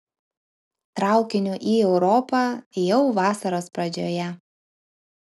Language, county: Lithuanian, Vilnius